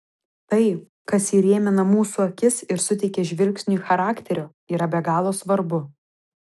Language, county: Lithuanian, Vilnius